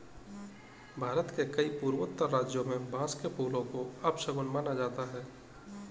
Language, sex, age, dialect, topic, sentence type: Hindi, male, 18-24, Kanauji Braj Bhasha, agriculture, statement